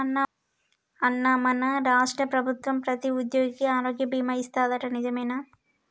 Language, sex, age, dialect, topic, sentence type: Telugu, male, 18-24, Telangana, banking, statement